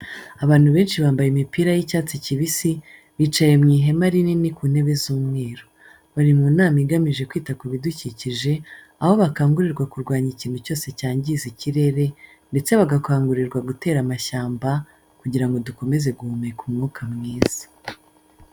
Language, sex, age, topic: Kinyarwanda, female, 25-35, education